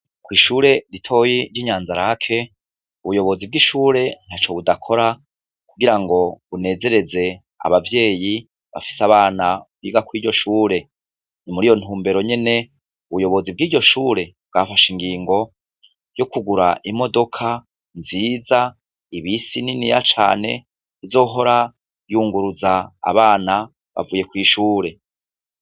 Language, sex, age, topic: Rundi, male, 36-49, education